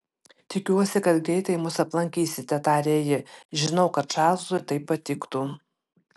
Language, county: Lithuanian, Panevėžys